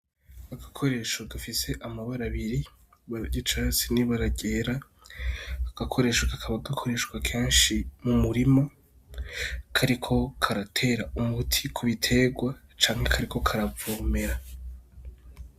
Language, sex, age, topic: Rundi, male, 18-24, agriculture